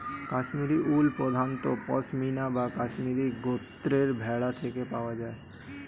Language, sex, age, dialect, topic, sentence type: Bengali, male, 25-30, Standard Colloquial, agriculture, statement